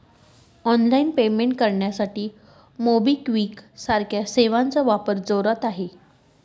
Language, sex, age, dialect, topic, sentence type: Marathi, female, 31-35, Northern Konkan, banking, statement